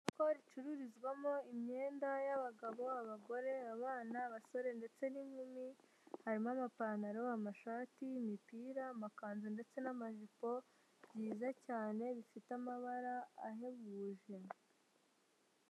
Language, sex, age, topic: Kinyarwanda, male, 18-24, finance